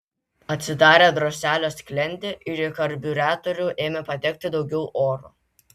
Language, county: Lithuanian, Vilnius